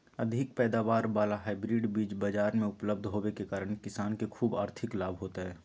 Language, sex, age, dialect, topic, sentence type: Magahi, male, 18-24, Southern, agriculture, statement